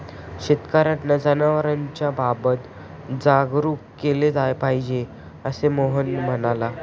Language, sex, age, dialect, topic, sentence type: Marathi, male, 18-24, Standard Marathi, agriculture, statement